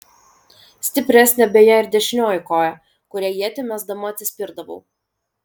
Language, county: Lithuanian, Vilnius